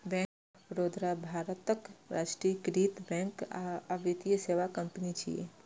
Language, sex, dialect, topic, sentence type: Maithili, female, Eastern / Thethi, banking, statement